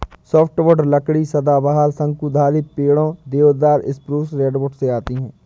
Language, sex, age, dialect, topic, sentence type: Hindi, male, 18-24, Awadhi Bundeli, agriculture, statement